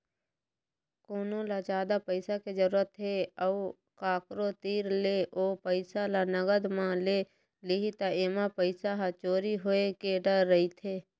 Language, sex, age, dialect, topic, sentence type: Chhattisgarhi, female, 60-100, Eastern, banking, statement